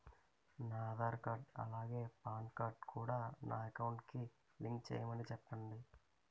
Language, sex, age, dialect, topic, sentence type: Telugu, male, 18-24, Utterandhra, banking, question